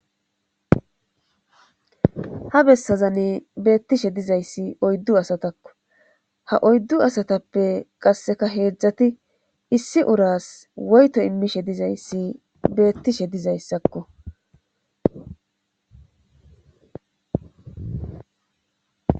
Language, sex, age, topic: Gamo, female, 18-24, government